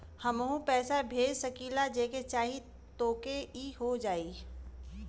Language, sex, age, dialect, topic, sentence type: Bhojpuri, female, 31-35, Western, banking, question